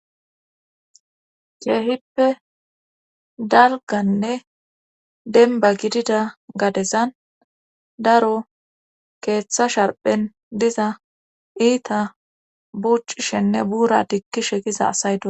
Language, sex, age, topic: Gamo, female, 25-35, government